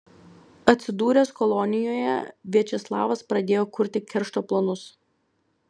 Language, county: Lithuanian, Vilnius